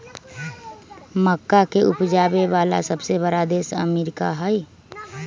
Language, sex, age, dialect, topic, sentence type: Magahi, male, 36-40, Western, agriculture, statement